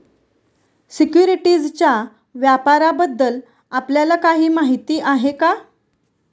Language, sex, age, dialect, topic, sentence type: Marathi, female, 31-35, Standard Marathi, banking, statement